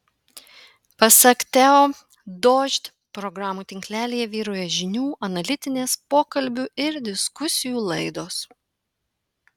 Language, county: Lithuanian, Panevėžys